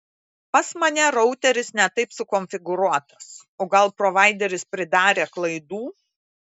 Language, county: Lithuanian, Klaipėda